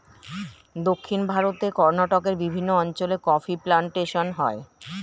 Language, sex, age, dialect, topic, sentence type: Bengali, male, 36-40, Standard Colloquial, agriculture, statement